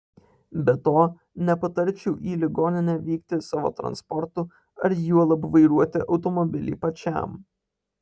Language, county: Lithuanian, Alytus